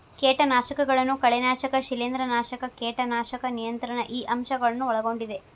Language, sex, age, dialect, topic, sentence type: Kannada, female, 25-30, Dharwad Kannada, agriculture, statement